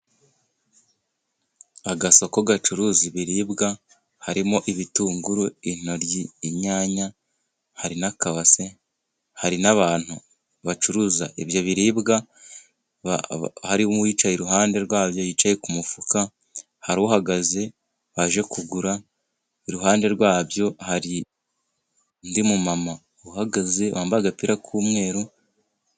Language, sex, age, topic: Kinyarwanda, male, 18-24, finance